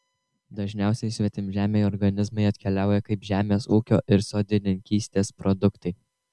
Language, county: Lithuanian, Tauragė